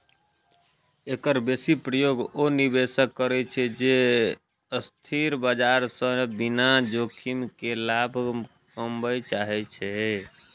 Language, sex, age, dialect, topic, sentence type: Maithili, male, 31-35, Eastern / Thethi, banking, statement